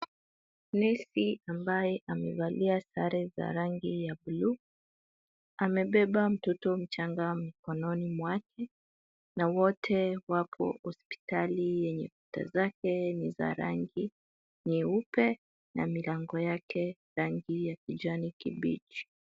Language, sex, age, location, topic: Swahili, female, 25-35, Kisumu, health